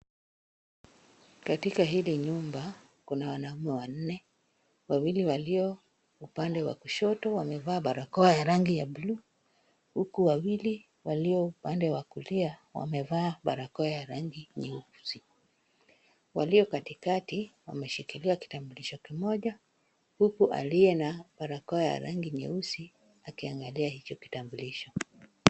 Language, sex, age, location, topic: Swahili, female, 36-49, Kisumu, government